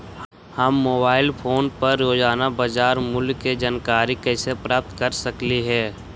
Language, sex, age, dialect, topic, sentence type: Magahi, male, 60-100, Central/Standard, agriculture, question